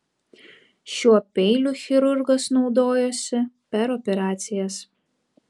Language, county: Lithuanian, Vilnius